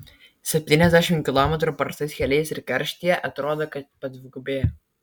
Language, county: Lithuanian, Kaunas